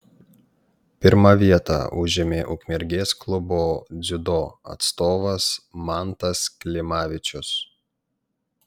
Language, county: Lithuanian, Panevėžys